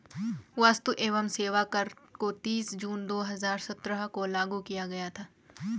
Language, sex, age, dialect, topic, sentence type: Hindi, female, 18-24, Garhwali, banking, statement